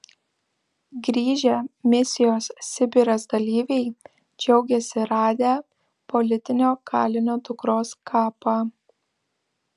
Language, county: Lithuanian, Vilnius